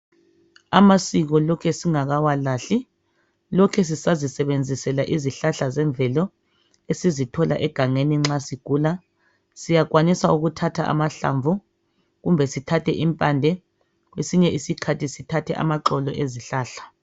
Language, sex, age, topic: North Ndebele, male, 36-49, health